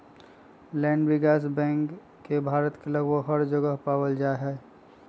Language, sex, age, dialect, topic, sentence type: Magahi, male, 25-30, Western, banking, statement